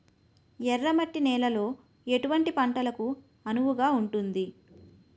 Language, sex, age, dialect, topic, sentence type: Telugu, female, 31-35, Utterandhra, agriculture, question